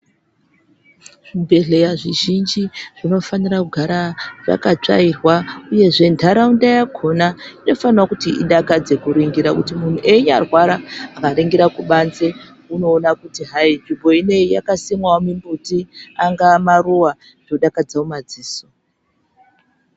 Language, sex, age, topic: Ndau, female, 36-49, health